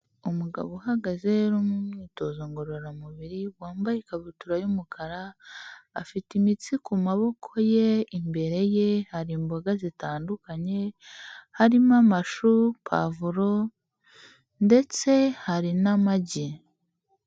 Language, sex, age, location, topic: Kinyarwanda, female, 25-35, Huye, health